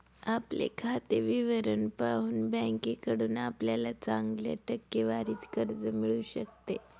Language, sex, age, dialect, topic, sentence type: Marathi, female, 25-30, Northern Konkan, banking, statement